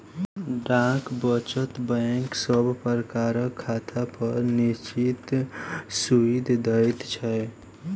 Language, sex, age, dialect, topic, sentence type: Maithili, female, 18-24, Southern/Standard, banking, statement